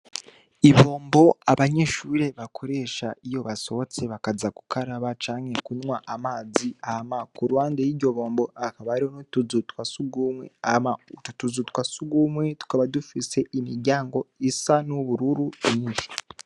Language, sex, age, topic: Rundi, male, 18-24, education